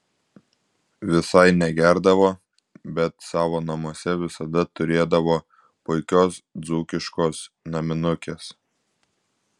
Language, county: Lithuanian, Klaipėda